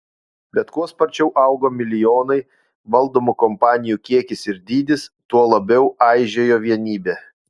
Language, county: Lithuanian, Utena